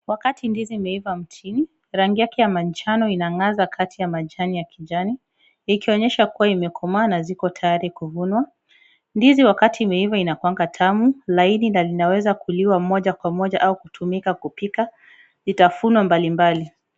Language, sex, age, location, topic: Swahili, female, 25-35, Kisumu, agriculture